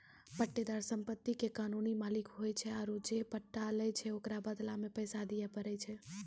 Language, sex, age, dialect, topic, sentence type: Maithili, female, 18-24, Angika, banking, statement